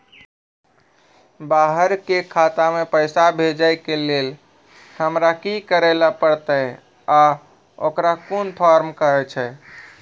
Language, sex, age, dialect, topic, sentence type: Maithili, male, 18-24, Angika, banking, question